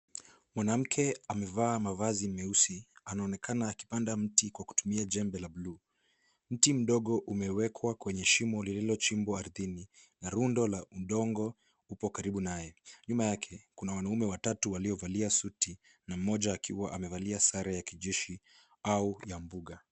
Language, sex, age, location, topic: Swahili, male, 18-24, Nairobi, government